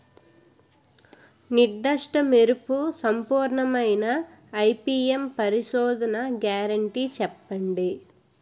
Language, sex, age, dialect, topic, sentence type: Telugu, female, 18-24, Utterandhra, agriculture, question